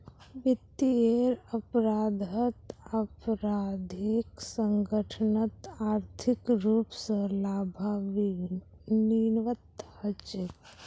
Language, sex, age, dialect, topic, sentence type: Magahi, female, 51-55, Northeastern/Surjapuri, banking, statement